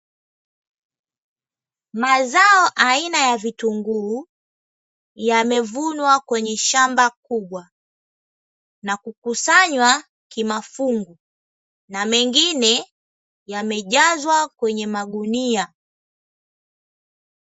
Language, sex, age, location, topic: Swahili, female, 25-35, Dar es Salaam, agriculture